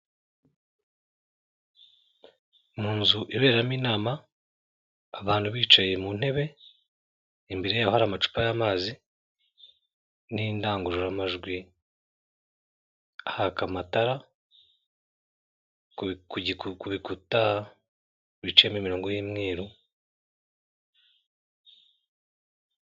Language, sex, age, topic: Kinyarwanda, male, 25-35, government